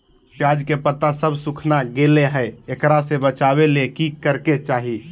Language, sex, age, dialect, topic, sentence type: Magahi, male, 18-24, Southern, agriculture, question